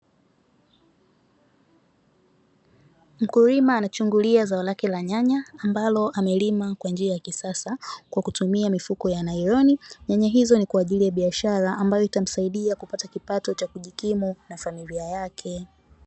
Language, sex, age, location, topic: Swahili, female, 18-24, Dar es Salaam, agriculture